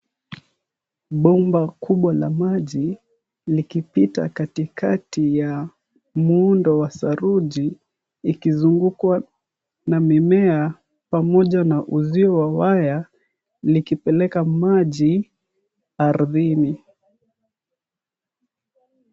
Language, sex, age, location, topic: Swahili, male, 18-24, Kisumu, government